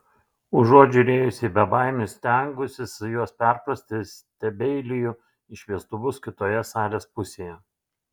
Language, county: Lithuanian, Šiauliai